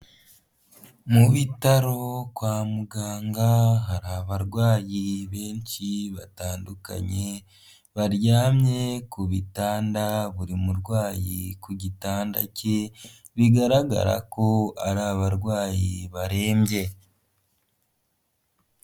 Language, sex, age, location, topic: Kinyarwanda, male, 25-35, Huye, health